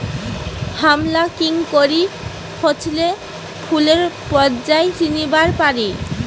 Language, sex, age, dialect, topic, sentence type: Bengali, female, 18-24, Rajbangshi, agriculture, statement